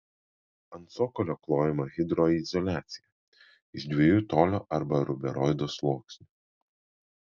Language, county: Lithuanian, Kaunas